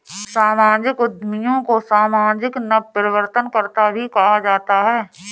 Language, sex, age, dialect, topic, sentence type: Hindi, female, 31-35, Awadhi Bundeli, banking, statement